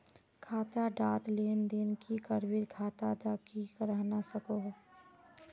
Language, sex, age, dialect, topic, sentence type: Magahi, female, 46-50, Northeastern/Surjapuri, banking, question